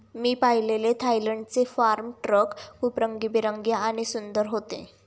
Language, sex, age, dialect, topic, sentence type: Marathi, female, 18-24, Standard Marathi, agriculture, statement